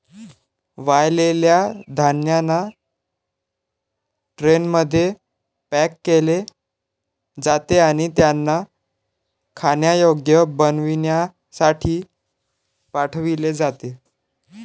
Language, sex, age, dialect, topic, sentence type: Marathi, male, 18-24, Varhadi, agriculture, statement